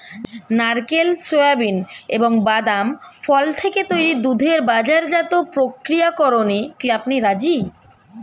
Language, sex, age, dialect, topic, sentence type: Bengali, male, 25-30, Standard Colloquial, agriculture, statement